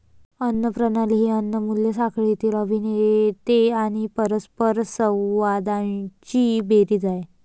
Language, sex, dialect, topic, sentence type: Marathi, female, Varhadi, agriculture, statement